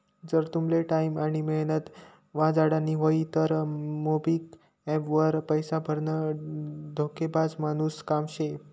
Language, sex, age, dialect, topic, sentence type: Marathi, male, 18-24, Northern Konkan, banking, statement